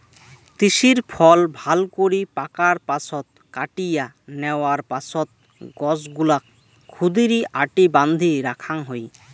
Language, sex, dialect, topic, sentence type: Bengali, male, Rajbangshi, agriculture, statement